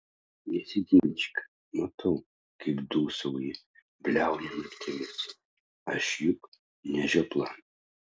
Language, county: Lithuanian, Utena